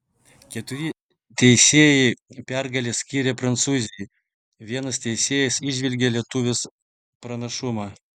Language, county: Lithuanian, Vilnius